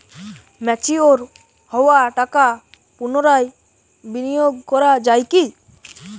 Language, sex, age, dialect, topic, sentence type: Bengali, male, <18, Jharkhandi, banking, question